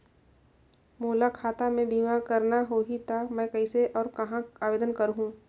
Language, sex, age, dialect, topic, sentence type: Chhattisgarhi, female, 25-30, Northern/Bhandar, banking, question